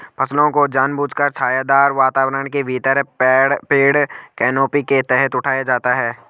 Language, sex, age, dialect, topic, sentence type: Hindi, male, 25-30, Garhwali, agriculture, statement